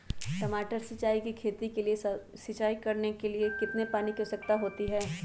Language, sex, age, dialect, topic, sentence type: Magahi, female, 25-30, Western, agriculture, question